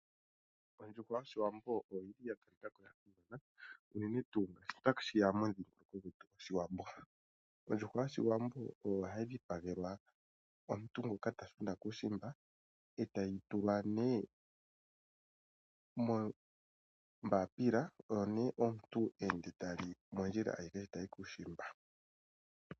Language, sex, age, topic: Oshiwambo, male, 25-35, agriculture